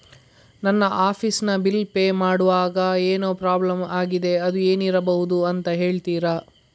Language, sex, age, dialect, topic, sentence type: Kannada, male, 51-55, Coastal/Dakshin, banking, question